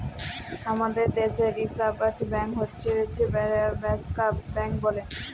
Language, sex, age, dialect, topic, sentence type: Bengali, female, 18-24, Jharkhandi, banking, statement